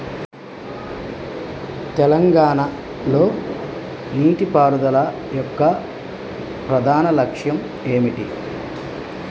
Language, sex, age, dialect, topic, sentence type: Telugu, male, 31-35, Telangana, agriculture, question